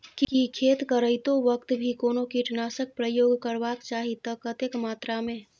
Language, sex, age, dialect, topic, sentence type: Maithili, female, 25-30, Bajjika, agriculture, question